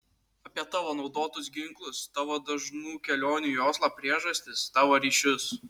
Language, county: Lithuanian, Kaunas